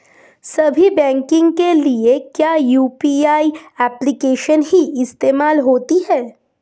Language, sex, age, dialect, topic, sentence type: Hindi, female, 25-30, Hindustani Malvi Khadi Boli, banking, question